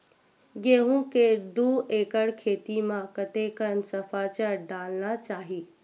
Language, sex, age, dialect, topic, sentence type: Chhattisgarhi, female, 46-50, Western/Budati/Khatahi, agriculture, question